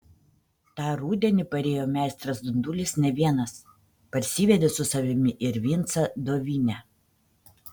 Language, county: Lithuanian, Panevėžys